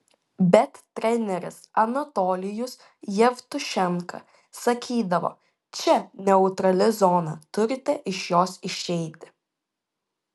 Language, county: Lithuanian, Klaipėda